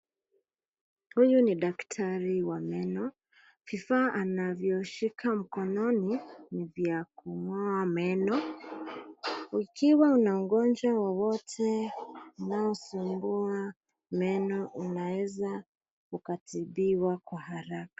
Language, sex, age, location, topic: Swahili, female, 25-35, Nairobi, health